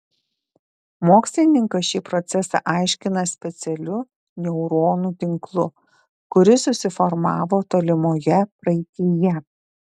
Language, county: Lithuanian, Šiauliai